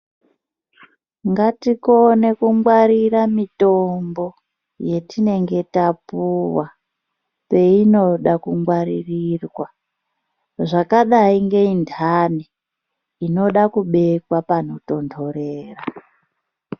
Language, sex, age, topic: Ndau, female, 36-49, health